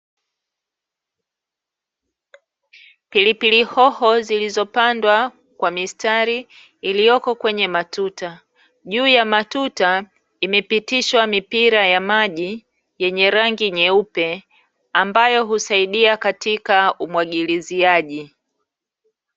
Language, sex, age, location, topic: Swahili, female, 36-49, Dar es Salaam, agriculture